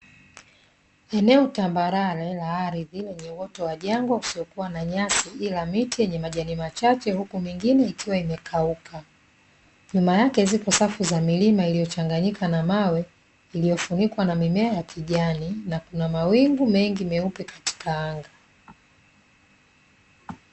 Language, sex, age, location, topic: Swahili, female, 25-35, Dar es Salaam, agriculture